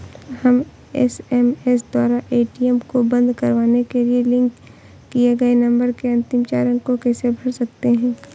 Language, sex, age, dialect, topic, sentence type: Hindi, female, 25-30, Awadhi Bundeli, banking, question